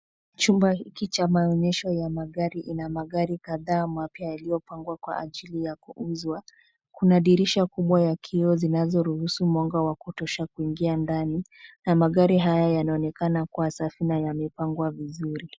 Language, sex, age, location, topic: Swahili, female, 25-35, Nairobi, finance